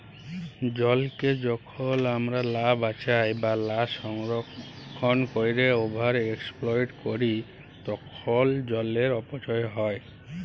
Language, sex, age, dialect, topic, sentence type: Bengali, male, 25-30, Jharkhandi, agriculture, statement